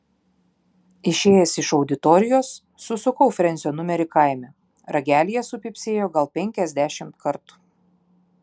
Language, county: Lithuanian, Klaipėda